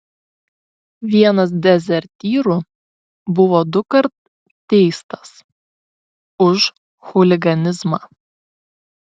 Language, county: Lithuanian, Šiauliai